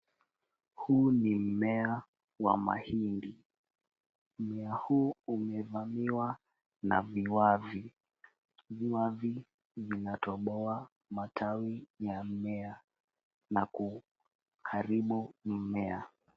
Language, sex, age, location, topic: Swahili, female, 36-49, Kisumu, agriculture